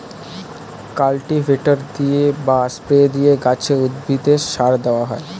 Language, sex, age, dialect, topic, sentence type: Bengali, male, 18-24, Standard Colloquial, agriculture, statement